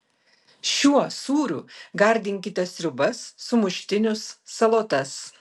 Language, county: Lithuanian, Vilnius